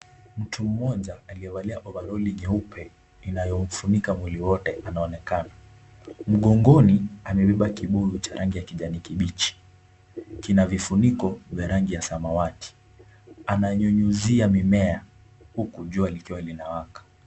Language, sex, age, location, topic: Swahili, male, 18-24, Kisumu, health